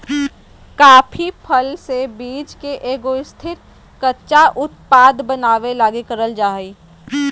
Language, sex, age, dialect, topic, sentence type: Magahi, female, 46-50, Southern, agriculture, statement